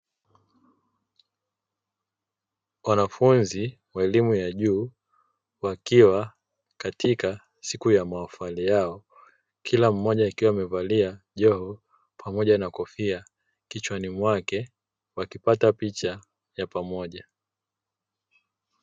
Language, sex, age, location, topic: Swahili, male, 25-35, Dar es Salaam, education